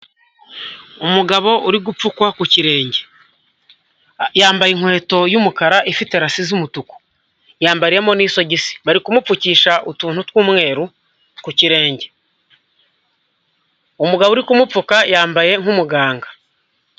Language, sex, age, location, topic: Kinyarwanda, male, 25-35, Huye, health